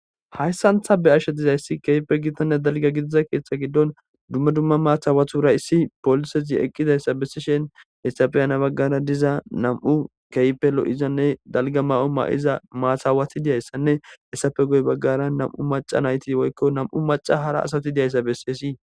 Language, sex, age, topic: Gamo, male, 18-24, government